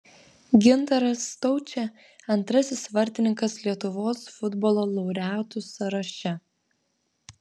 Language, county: Lithuanian, Vilnius